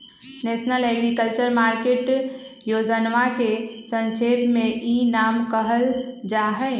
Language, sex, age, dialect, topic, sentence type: Magahi, female, 25-30, Western, agriculture, statement